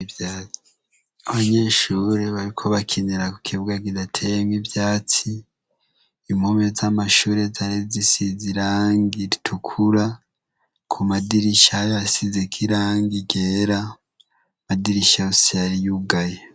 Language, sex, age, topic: Rundi, male, 18-24, education